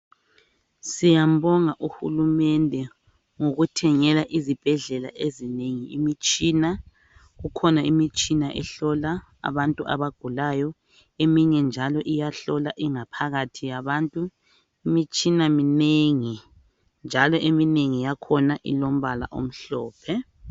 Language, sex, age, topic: North Ndebele, female, 25-35, health